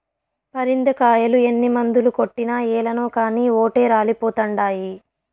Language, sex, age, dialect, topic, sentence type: Telugu, female, 25-30, Southern, agriculture, statement